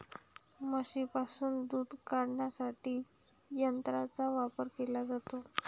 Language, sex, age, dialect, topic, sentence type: Marathi, female, 18-24, Varhadi, agriculture, statement